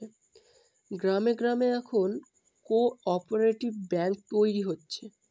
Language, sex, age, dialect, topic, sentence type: Bengali, male, 18-24, Northern/Varendri, banking, statement